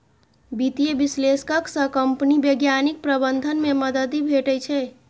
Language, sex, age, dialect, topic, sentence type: Maithili, female, 25-30, Eastern / Thethi, banking, statement